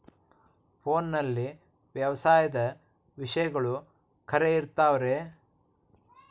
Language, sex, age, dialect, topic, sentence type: Kannada, male, 46-50, Dharwad Kannada, agriculture, question